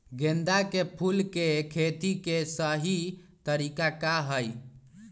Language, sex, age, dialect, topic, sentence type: Magahi, male, 18-24, Western, agriculture, question